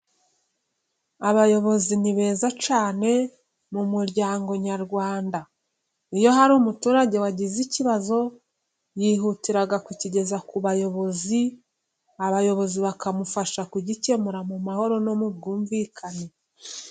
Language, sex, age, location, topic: Kinyarwanda, female, 36-49, Musanze, government